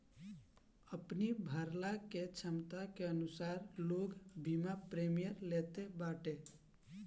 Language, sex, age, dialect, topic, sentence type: Bhojpuri, male, 18-24, Northern, banking, statement